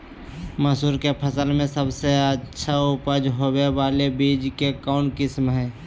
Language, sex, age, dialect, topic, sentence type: Magahi, male, 18-24, Southern, agriculture, question